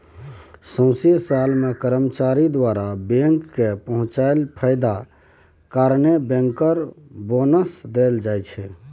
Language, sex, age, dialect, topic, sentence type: Maithili, male, 25-30, Bajjika, banking, statement